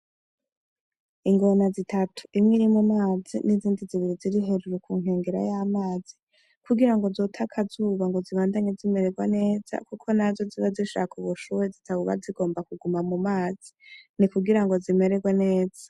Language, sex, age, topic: Rundi, female, 18-24, agriculture